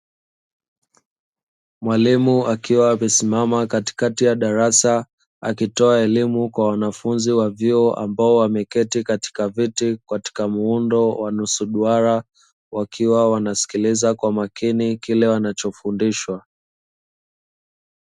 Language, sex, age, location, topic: Swahili, male, 25-35, Dar es Salaam, education